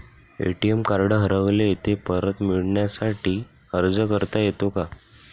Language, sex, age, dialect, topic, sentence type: Marathi, male, 18-24, Northern Konkan, banking, question